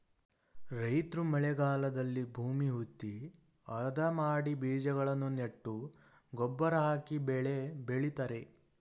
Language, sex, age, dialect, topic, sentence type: Kannada, male, 41-45, Mysore Kannada, agriculture, statement